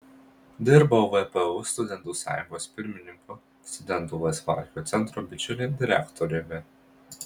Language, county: Lithuanian, Marijampolė